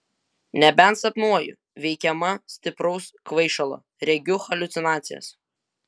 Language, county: Lithuanian, Vilnius